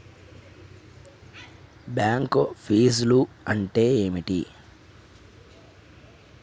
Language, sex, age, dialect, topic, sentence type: Telugu, male, 31-35, Telangana, banking, question